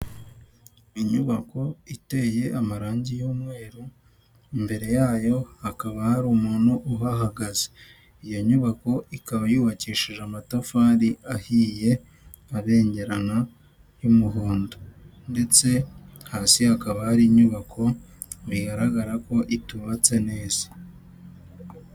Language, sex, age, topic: Kinyarwanda, male, 18-24, government